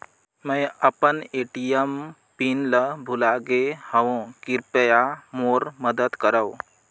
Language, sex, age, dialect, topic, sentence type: Chhattisgarhi, male, 25-30, Northern/Bhandar, banking, statement